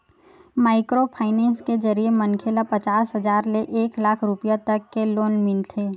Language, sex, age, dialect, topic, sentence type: Chhattisgarhi, female, 18-24, Western/Budati/Khatahi, banking, statement